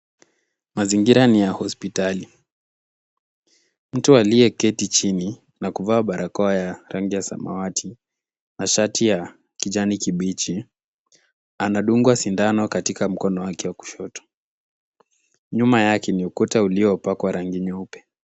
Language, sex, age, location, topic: Swahili, male, 18-24, Kisumu, health